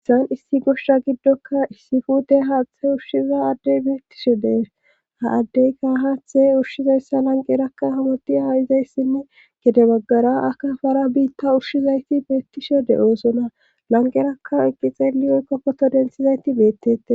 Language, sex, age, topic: Gamo, female, 18-24, government